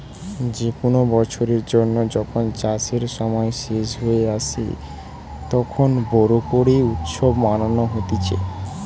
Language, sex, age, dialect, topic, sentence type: Bengali, male, 18-24, Western, agriculture, statement